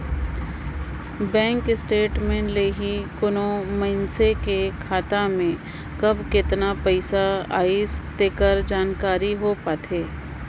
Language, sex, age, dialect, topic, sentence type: Chhattisgarhi, female, 56-60, Northern/Bhandar, banking, statement